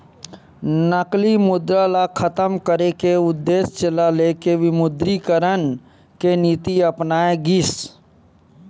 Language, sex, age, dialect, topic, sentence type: Chhattisgarhi, male, 25-30, Western/Budati/Khatahi, banking, statement